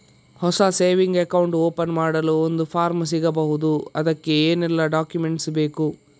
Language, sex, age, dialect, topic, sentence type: Kannada, male, 51-55, Coastal/Dakshin, banking, question